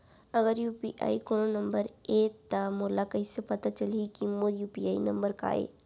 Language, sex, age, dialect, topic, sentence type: Chhattisgarhi, female, 18-24, Central, banking, question